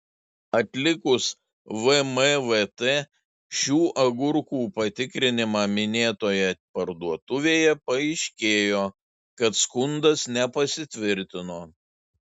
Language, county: Lithuanian, Šiauliai